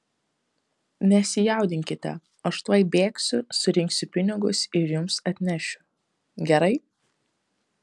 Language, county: Lithuanian, Kaunas